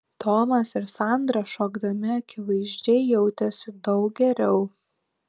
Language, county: Lithuanian, Panevėžys